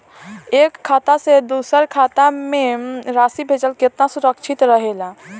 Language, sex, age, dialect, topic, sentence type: Bhojpuri, female, 18-24, Southern / Standard, banking, question